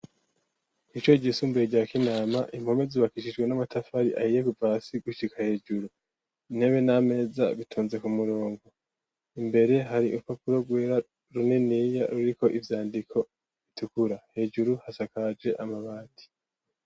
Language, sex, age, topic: Rundi, male, 18-24, education